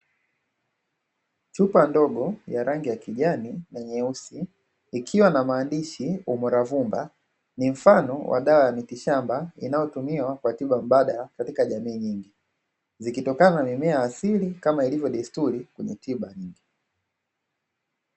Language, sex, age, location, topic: Swahili, male, 25-35, Dar es Salaam, health